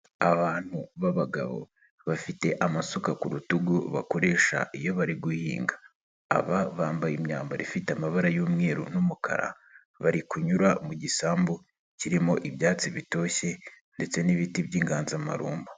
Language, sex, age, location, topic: Kinyarwanda, male, 36-49, Nyagatare, agriculture